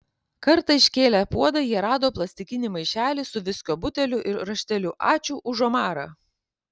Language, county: Lithuanian, Kaunas